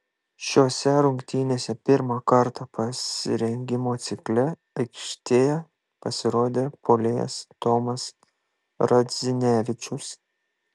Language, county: Lithuanian, Kaunas